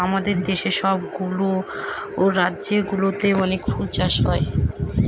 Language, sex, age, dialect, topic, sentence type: Bengali, female, 25-30, Northern/Varendri, agriculture, statement